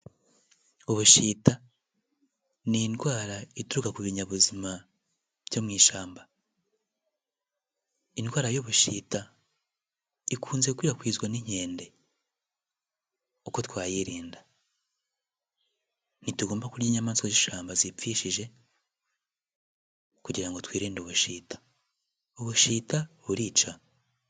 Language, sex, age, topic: Kinyarwanda, male, 18-24, health